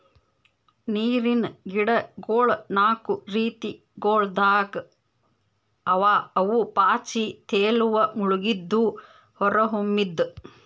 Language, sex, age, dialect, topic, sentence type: Kannada, female, 25-30, Northeastern, agriculture, statement